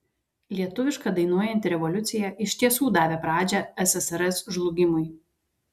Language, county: Lithuanian, Vilnius